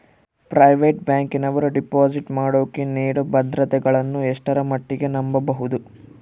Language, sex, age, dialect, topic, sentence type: Kannada, male, 25-30, Central, banking, question